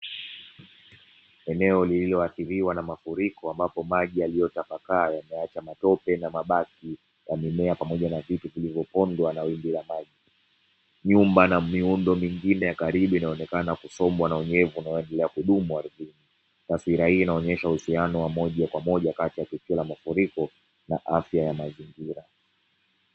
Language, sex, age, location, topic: Swahili, male, 18-24, Dar es Salaam, health